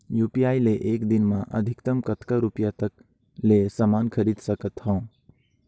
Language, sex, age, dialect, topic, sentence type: Chhattisgarhi, male, 18-24, Northern/Bhandar, banking, question